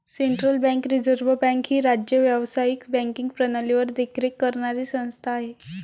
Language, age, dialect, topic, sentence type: Marathi, 25-30, Varhadi, banking, statement